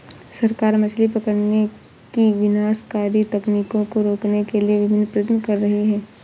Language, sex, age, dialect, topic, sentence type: Hindi, female, 51-55, Awadhi Bundeli, agriculture, statement